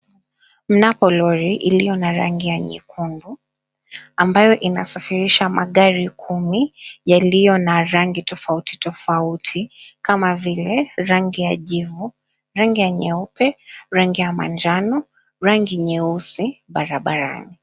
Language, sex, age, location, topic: Swahili, female, 25-35, Mombasa, finance